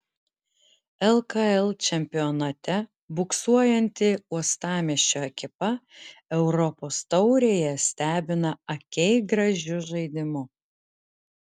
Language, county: Lithuanian, Klaipėda